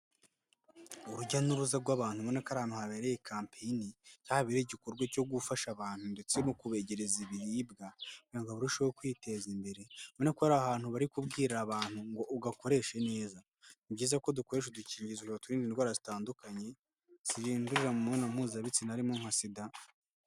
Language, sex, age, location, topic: Kinyarwanda, male, 18-24, Nyagatare, health